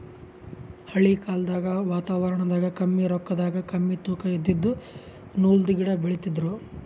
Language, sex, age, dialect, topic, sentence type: Kannada, male, 18-24, Northeastern, agriculture, statement